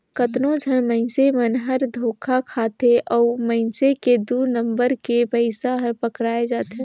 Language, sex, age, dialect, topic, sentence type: Chhattisgarhi, female, 18-24, Northern/Bhandar, banking, statement